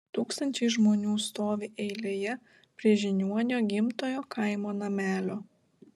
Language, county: Lithuanian, Klaipėda